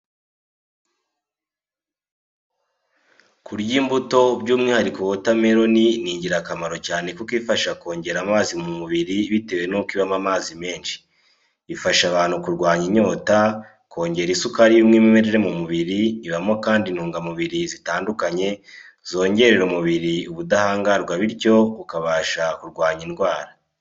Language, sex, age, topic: Kinyarwanda, male, 18-24, education